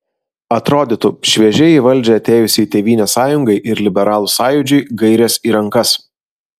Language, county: Lithuanian, Vilnius